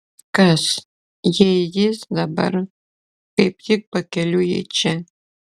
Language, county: Lithuanian, Klaipėda